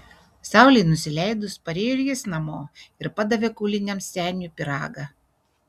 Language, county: Lithuanian, Šiauliai